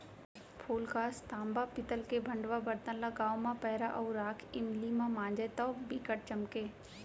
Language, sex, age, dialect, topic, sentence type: Chhattisgarhi, female, 25-30, Central, agriculture, statement